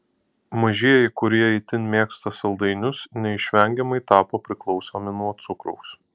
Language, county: Lithuanian, Alytus